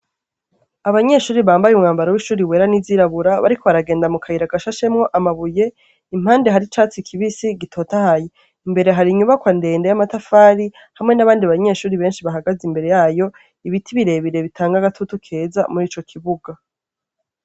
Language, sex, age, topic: Rundi, male, 36-49, education